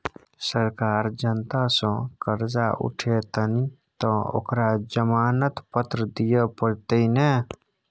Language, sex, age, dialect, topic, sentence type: Maithili, male, 18-24, Bajjika, banking, statement